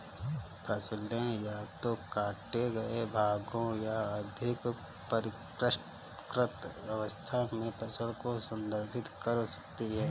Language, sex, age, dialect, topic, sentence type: Hindi, male, 25-30, Kanauji Braj Bhasha, agriculture, statement